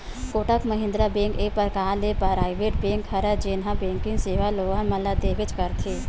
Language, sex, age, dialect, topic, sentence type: Chhattisgarhi, female, 25-30, Western/Budati/Khatahi, banking, statement